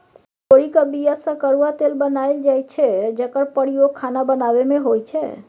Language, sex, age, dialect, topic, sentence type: Maithili, female, 36-40, Bajjika, agriculture, statement